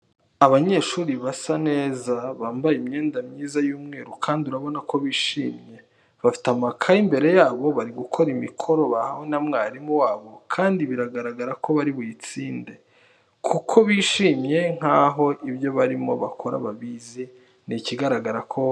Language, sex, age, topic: Kinyarwanda, male, 25-35, education